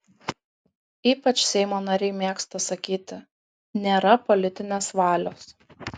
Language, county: Lithuanian, Kaunas